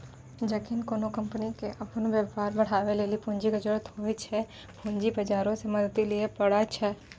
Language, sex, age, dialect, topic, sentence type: Maithili, female, 60-100, Angika, banking, statement